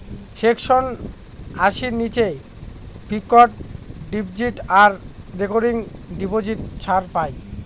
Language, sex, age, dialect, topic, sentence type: Bengali, male, <18, Northern/Varendri, banking, statement